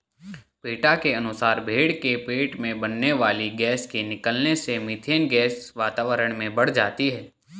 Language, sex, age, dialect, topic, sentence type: Hindi, male, 18-24, Garhwali, agriculture, statement